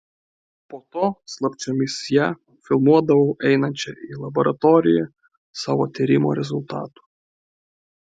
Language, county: Lithuanian, Klaipėda